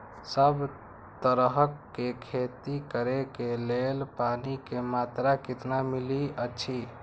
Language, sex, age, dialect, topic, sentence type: Maithili, male, 51-55, Eastern / Thethi, agriculture, question